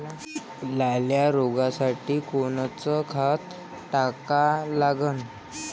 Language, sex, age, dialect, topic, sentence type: Marathi, male, 25-30, Varhadi, agriculture, question